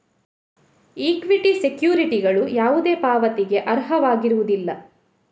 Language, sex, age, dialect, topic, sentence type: Kannada, female, 31-35, Coastal/Dakshin, banking, statement